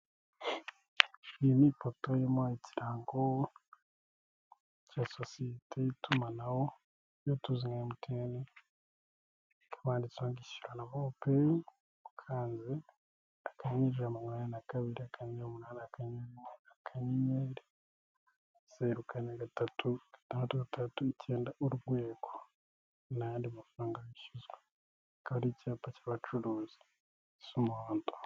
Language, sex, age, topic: Kinyarwanda, male, 18-24, finance